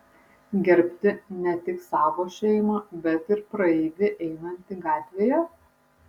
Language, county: Lithuanian, Vilnius